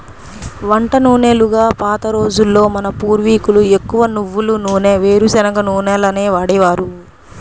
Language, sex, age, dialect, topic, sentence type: Telugu, female, 31-35, Central/Coastal, agriculture, statement